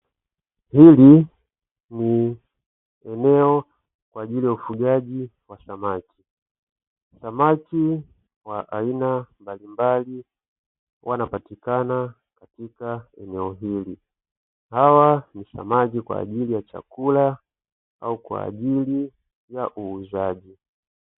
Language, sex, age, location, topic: Swahili, male, 25-35, Dar es Salaam, agriculture